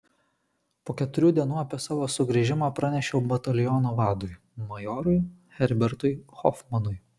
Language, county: Lithuanian, Kaunas